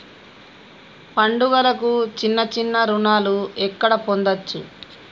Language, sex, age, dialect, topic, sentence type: Telugu, female, 41-45, Telangana, banking, statement